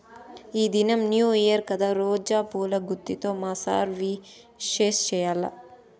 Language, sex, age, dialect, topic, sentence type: Telugu, female, 18-24, Southern, agriculture, statement